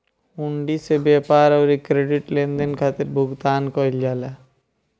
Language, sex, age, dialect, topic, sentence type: Bhojpuri, male, 25-30, Northern, banking, statement